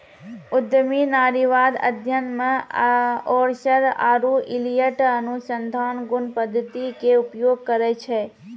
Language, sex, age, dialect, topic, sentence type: Maithili, female, 25-30, Angika, banking, statement